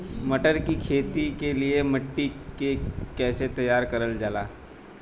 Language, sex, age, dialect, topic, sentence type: Bhojpuri, male, 18-24, Western, agriculture, question